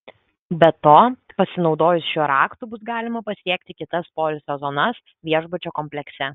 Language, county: Lithuanian, Kaunas